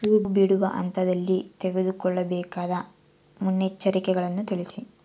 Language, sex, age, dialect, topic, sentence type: Kannada, female, 18-24, Central, agriculture, question